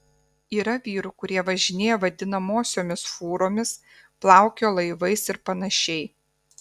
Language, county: Lithuanian, Kaunas